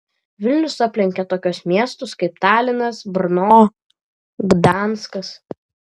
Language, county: Lithuanian, Vilnius